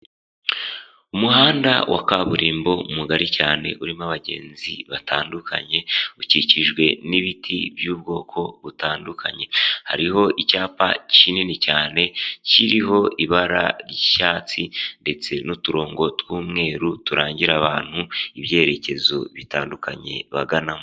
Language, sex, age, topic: Kinyarwanda, male, 18-24, government